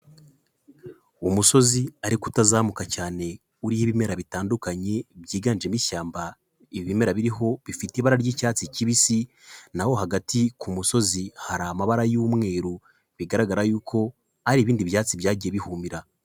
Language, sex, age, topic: Kinyarwanda, male, 25-35, agriculture